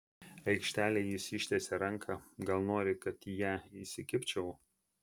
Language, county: Lithuanian, Vilnius